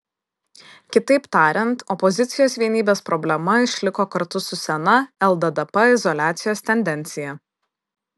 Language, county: Lithuanian, Vilnius